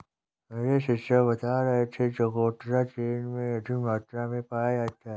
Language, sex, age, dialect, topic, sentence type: Hindi, male, 60-100, Kanauji Braj Bhasha, agriculture, statement